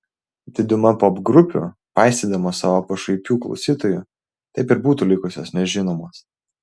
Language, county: Lithuanian, Vilnius